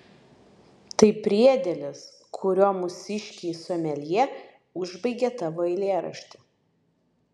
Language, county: Lithuanian, Vilnius